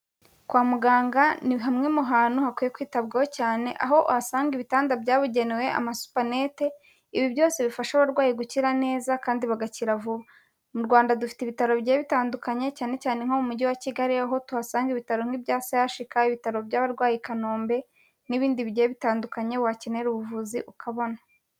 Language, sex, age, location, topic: Kinyarwanda, female, 18-24, Kigali, health